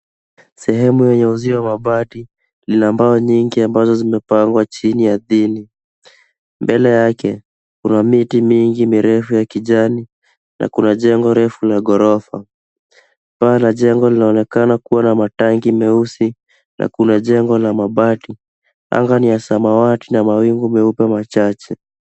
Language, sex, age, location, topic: Swahili, male, 18-24, Nairobi, finance